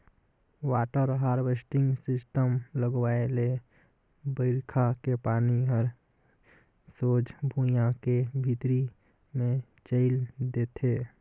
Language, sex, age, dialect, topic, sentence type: Chhattisgarhi, male, 18-24, Northern/Bhandar, agriculture, statement